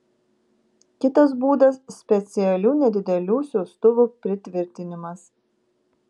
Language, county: Lithuanian, Vilnius